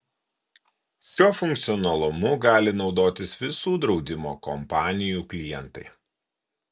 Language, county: Lithuanian, Kaunas